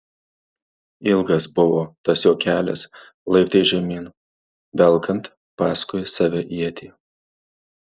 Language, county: Lithuanian, Marijampolė